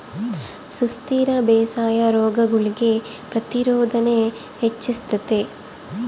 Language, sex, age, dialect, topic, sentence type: Kannada, female, 25-30, Central, agriculture, statement